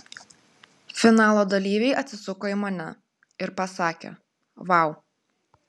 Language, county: Lithuanian, Klaipėda